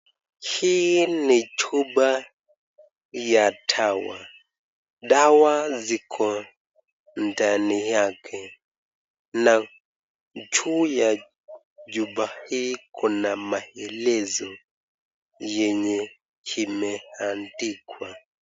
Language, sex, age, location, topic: Swahili, male, 36-49, Nakuru, health